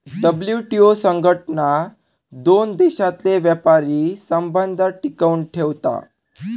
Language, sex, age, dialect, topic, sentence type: Marathi, male, 18-24, Southern Konkan, banking, statement